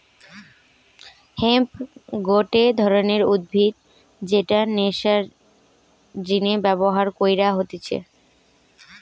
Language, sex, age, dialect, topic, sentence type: Bengali, female, 18-24, Western, agriculture, statement